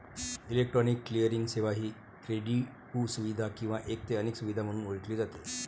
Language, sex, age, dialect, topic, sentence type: Marathi, male, 36-40, Varhadi, banking, statement